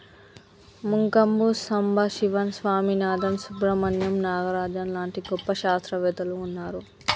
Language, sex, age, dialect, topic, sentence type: Telugu, female, 25-30, Telangana, agriculture, statement